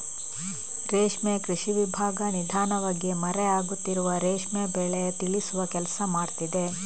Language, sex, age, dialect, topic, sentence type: Kannada, female, 25-30, Coastal/Dakshin, agriculture, statement